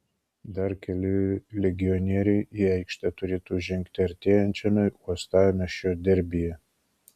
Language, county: Lithuanian, Kaunas